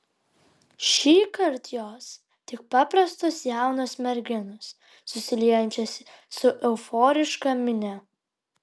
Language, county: Lithuanian, Vilnius